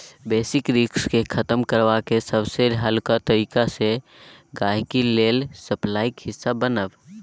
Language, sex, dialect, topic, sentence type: Maithili, male, Bajjika, banking, statement